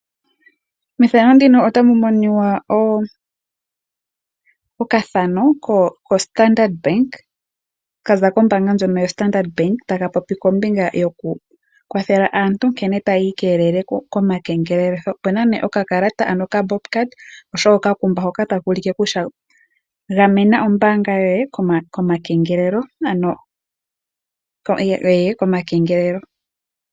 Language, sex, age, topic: Oshiwambo, female, 18-24, finance